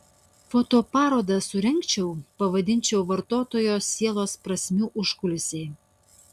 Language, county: Lithuanian, Utena